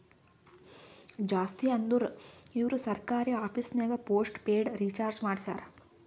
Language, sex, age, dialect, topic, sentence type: Kannada, female, 46-50, Northeastern, banking, statement